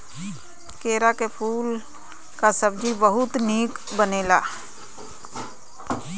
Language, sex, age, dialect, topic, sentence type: Bhojpuri, male, 25-30, Northern, agriculture, statement